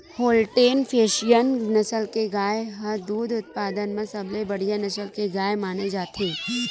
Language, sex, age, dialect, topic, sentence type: Chhattisgarhi, female, 18-24, Western/Budati/Khatahi, agriculture, statement